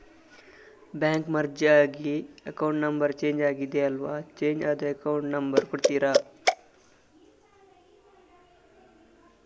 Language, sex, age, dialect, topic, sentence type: Kannada, male, 18-24, Coastal/Dakshin, banking, question